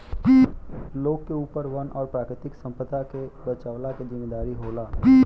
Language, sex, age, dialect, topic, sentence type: Bhojpuri, male, 18-24, Western, agriculture, statement